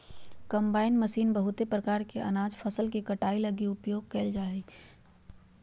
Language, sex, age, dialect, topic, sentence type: Magahi, female, 31-35, Southern, agriculture, statement